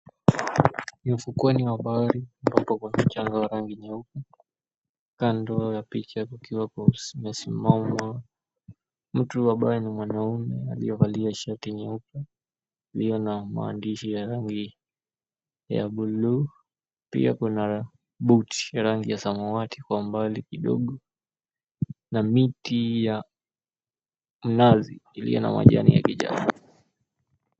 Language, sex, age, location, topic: Swahili, male, 18-24, Mombasa, government